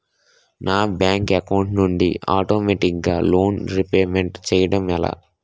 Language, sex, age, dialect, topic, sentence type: Telugu, male, 18-24, Utterandhra, banking, question